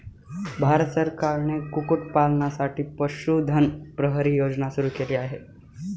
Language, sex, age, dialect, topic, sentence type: Marathi, male, 18-24, Northern Konkan, agriculture, statement